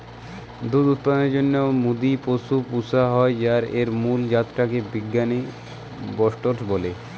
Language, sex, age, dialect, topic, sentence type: Bengali, male, 18-24, Western, agriculture, statement